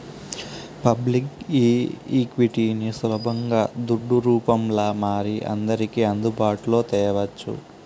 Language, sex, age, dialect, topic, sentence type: Telugu, male, 25-30, Southern, banking, statement